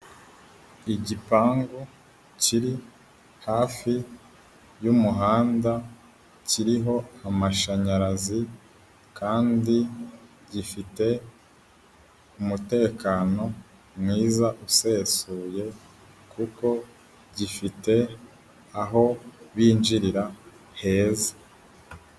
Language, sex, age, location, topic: Kinyarwanda, male, 18-24, Huye, government